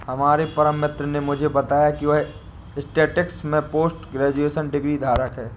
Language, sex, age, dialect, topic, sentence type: Hindi, male, 18-24, Awadhi Bundeli, banking, statement